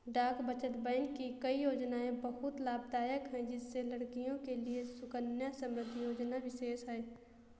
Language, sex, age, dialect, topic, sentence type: Hindi, female, 18-24, Awadhi Bundeli, banking, statement